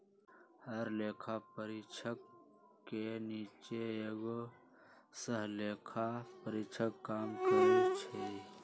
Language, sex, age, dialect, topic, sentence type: Magahi, male, 46-50, Western, banking, statement